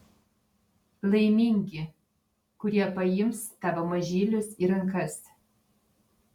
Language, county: Lithuanian, Vilnius